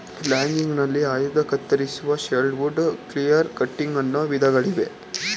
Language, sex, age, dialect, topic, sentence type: Kannada, male, 18-24, Mysore Kannada, agriculture, statement